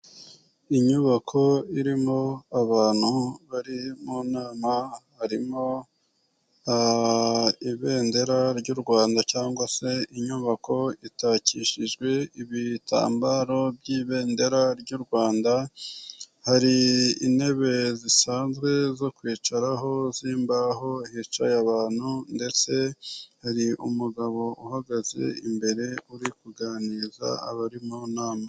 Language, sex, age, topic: Kinyarwanda, male, 18-24, government